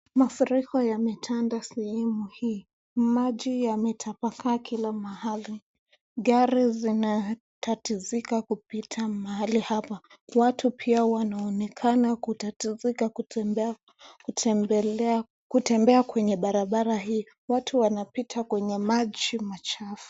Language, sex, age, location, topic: Swahili, male, 25-35, Nairobi, health